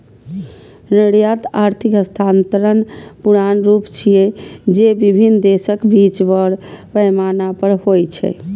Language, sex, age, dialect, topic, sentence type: Maithili, female, 25-30, Eastern / Thethi, banking, statement